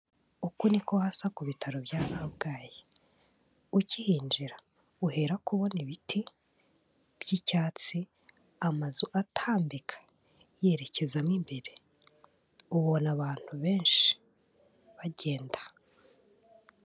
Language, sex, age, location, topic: Kinyarwanda, female, 18-24, Kigali, health